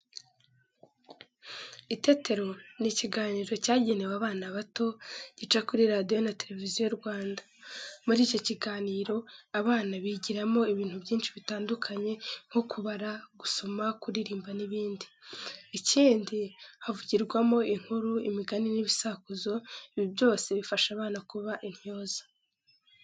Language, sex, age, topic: Kinyarwanda, female, 18-24, education